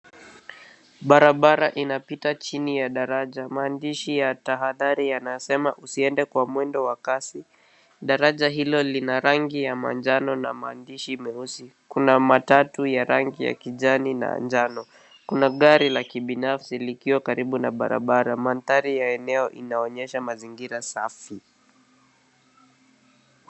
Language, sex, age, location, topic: Swahili, male, 18-24, Nairobi, government